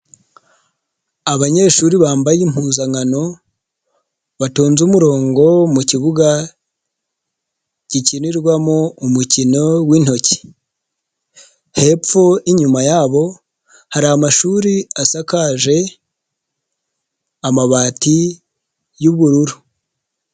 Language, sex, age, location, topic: Kinyarwanda, male, 25-35, Nyagatare, education